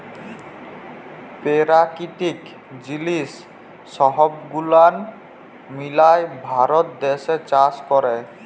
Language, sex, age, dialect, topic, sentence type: Bengali, male, 18-24, Jharkhandi, agriculture, statement